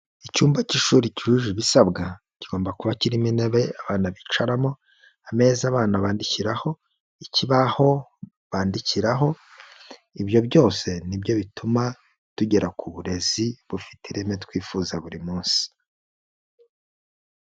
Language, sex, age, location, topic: Kinyarwanda, male, 25-35, Huye, education